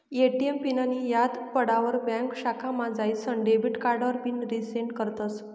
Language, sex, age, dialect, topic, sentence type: Marathi, female, 56-60, Northern Konkan, banking, statement